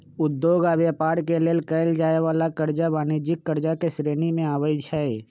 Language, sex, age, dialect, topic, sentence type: Magahi, male, 25-30, Western, banking, statement